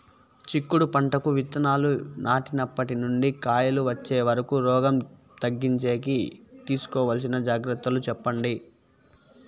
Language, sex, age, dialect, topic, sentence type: Telugu, male, 18-24, Southern, agriculture, question